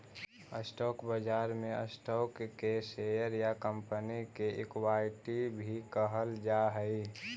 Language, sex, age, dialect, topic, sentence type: Magahi, male, 18-24, Central/Standard, banking, statement